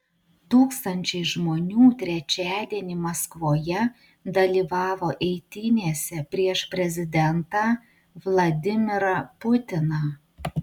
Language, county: Lithuanian, Utena